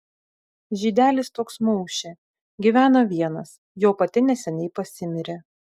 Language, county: Lithuanian, Vilnius